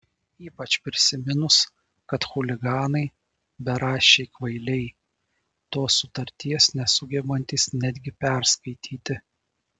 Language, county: Lithuanian, Šiauliai